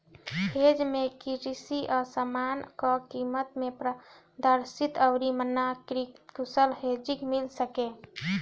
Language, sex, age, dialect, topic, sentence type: Bhojpuri, female, 25-30, Northern, banking, statement